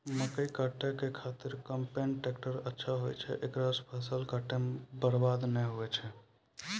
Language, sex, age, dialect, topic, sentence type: Maithili, male, 25-30, Angika, agriculture, question